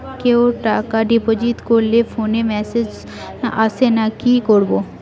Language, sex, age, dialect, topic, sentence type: Bengali, female, 18-24, Rajbangshi, banking, question